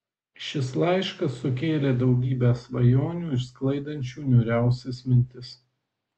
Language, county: Lithuanian, Vilnius